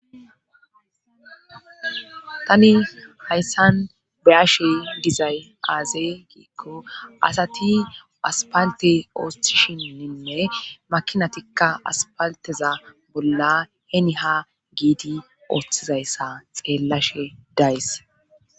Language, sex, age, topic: Gamo, female, 25-35, government